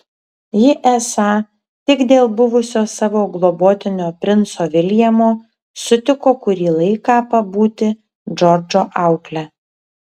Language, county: Lithuanian, Kaunas